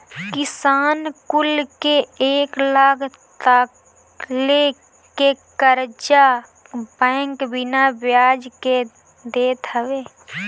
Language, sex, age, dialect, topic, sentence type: Bhojpuri, female, 18-24, Northern, banking, statement